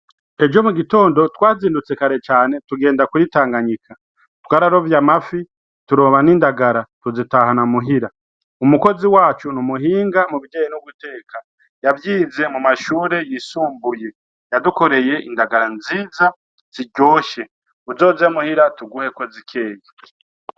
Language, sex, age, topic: Rundi, male, 36-49, agriculture